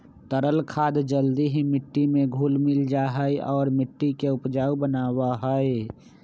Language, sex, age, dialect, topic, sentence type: Magahi, male, 25-30, Western, agriculture, statement